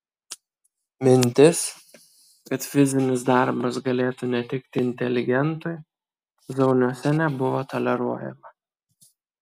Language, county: Lithuanian, Kaunas